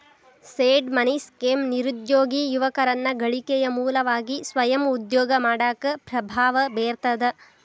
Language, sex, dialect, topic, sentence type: Kannada, female, Dharwad Kannada, banking, statement